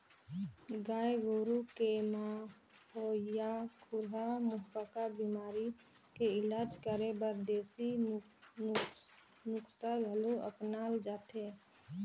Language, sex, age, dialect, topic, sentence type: Chhattisgarhi, female, 18-24, Northern/Bhandar, agriculture, statement